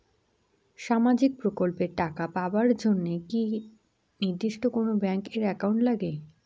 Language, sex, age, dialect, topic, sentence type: Bengali, female, 18-24, Rajbangshi, banking, question